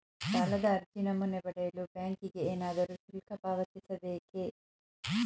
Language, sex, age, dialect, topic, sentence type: Kannada, female, 36-40, Mysore Kannada, banking, question